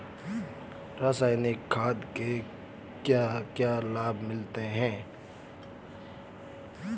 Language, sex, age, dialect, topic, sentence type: Hindi, male, 25-30, Marwari Dhudhari, agriculture, question